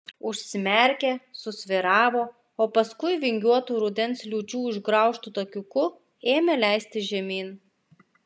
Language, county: Lithuanian, Klaipėda